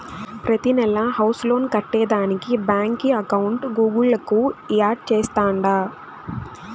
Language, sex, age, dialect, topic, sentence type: Telugu, female, 18-24, Southern, banking, statement